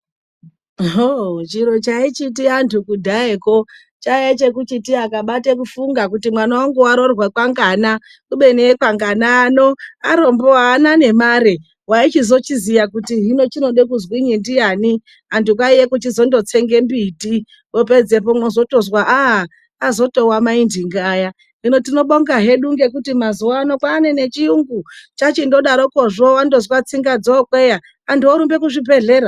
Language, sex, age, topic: Ndau, female, 36-49, health